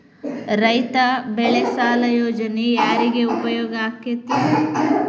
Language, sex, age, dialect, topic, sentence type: Kannada, female, 25-30, Dharwad Kannada, agriculture, question